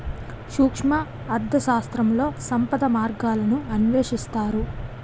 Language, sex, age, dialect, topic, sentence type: Telugu, female, 18-24, Utterandhra, banking, statement